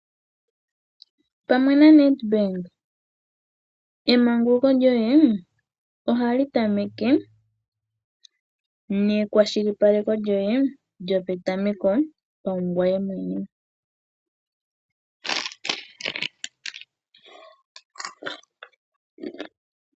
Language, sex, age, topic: Oshiwambo, female, 18-24, finance